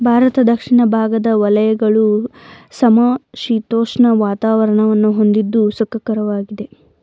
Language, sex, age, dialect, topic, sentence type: Kannada, female, 18-24, Mysore Kannada, agriculture, statement